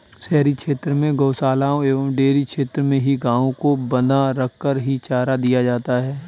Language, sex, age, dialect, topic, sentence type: Hindi, male, 31-35, Kanauji Braj Bhasha, agriculture, statement